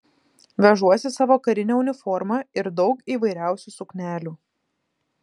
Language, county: Lithuanian, Klaipėda